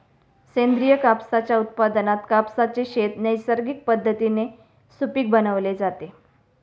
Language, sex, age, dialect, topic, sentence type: Marathi, female, 36-40, Standard Marathi, agriculture, statement